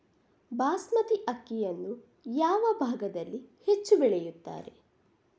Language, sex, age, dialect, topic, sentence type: Kannada, female, 31-35, Coastal/Dakshin, agriculture, question